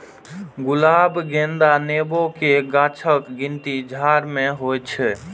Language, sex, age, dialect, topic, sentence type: Maithili, male, 18-24, Eastern / Thethi, agriculture, statement